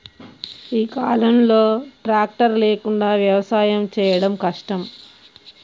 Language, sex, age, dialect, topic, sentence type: Telugu, female, 41-45, Telangana, agriculture, statement